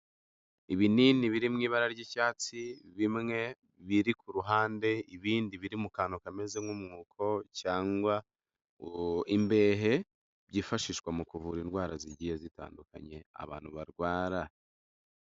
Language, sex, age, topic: Kinyarwanda, male, 25-35, health